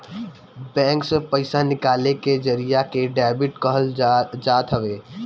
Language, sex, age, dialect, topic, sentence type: Bhojpuri, male, 18-24, Northern, banking, statement